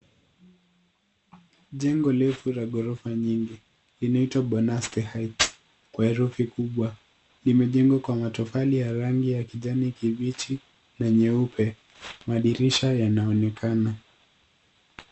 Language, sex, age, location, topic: Swahili, male, 18-24, Nairobi, finance